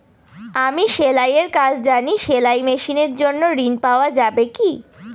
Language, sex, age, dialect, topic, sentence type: Bengali, female, 18-24, Northern/Varendri, banking, question